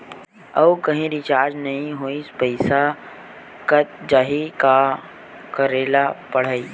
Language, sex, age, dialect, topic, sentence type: Chhattisgarhi, male, 18-24, Western/Budati/Khatahi, banking, question